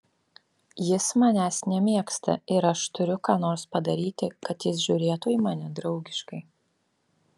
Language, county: Lithuanian, Alytus